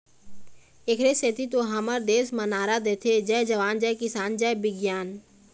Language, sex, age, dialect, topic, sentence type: Chhattisgarhi, female, 18-24, Eastern, agriculture, statement